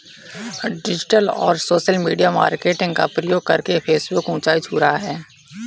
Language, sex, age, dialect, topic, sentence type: Hindi, male, 18-24, Kanauji Braj Bhasha, banking, statement